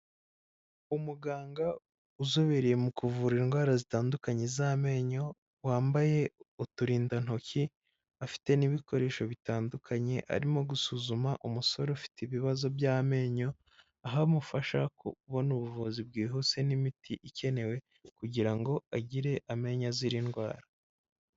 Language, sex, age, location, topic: Kinyarwanda, male, 18-24, Huye, health